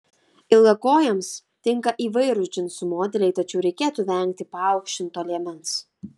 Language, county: Lithuanian, Kaunas